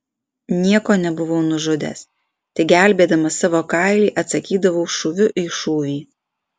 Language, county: Lithuanian, Alytus